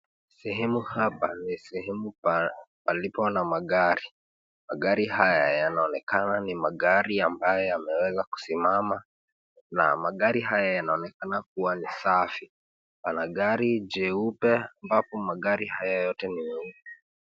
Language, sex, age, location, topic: Swahili, male, 18-24, Nairobi, finance